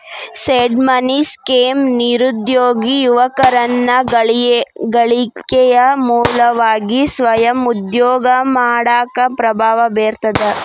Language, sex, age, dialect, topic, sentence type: Kannada, female, 18-24, Dharwad Kannada, banking, statement